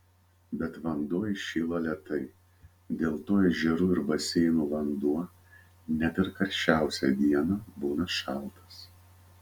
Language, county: Lithuanian, Vilnius